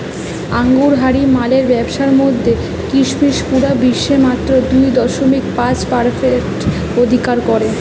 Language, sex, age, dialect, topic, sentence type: Bengali, female, 18-24, Western, agriculture, statement